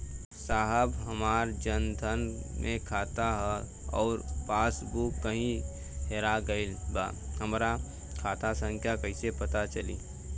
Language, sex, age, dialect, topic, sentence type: Bhojpuri, male, 18-24, Western, banking, question